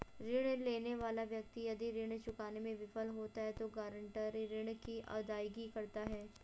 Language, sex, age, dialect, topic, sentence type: Hindi, female, 25-30, Hindustani Malvi Khadi Boli, banking, statement